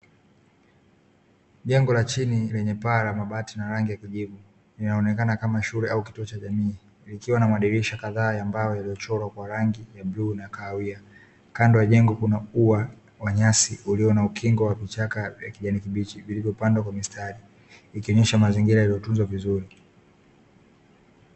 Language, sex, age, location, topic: Swahili, male, 18-24, Dar es Salaam, education